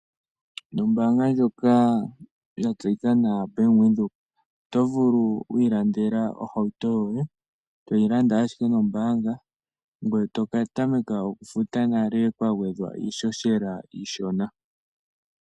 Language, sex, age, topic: Oshiwambo, male, 18-24, finance